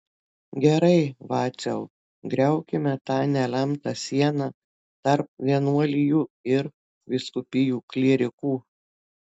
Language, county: Lithuanian, Telšiai